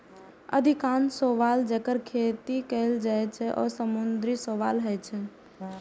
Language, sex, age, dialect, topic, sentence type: Maithili, female, 18-24, Eastern / Thethi, agriculture, statement